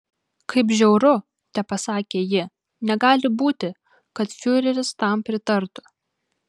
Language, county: Lithuanian, Kaunas